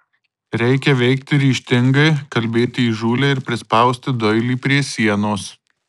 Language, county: Lithuanian, Marijampolė